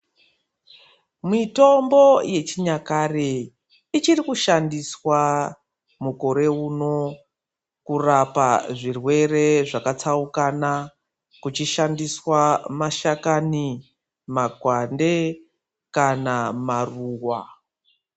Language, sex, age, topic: Ndau, female, 36-49, health